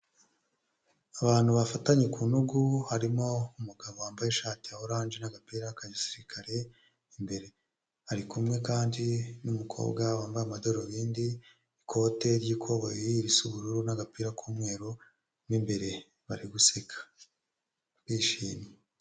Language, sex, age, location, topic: Kinyarwanda, male, 25-35, Huye, health